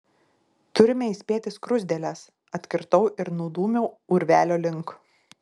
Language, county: Lithuanian, Šiauliai